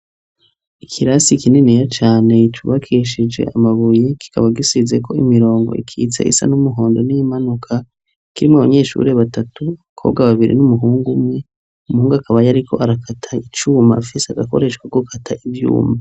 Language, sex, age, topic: Rundi, male, 25-35, education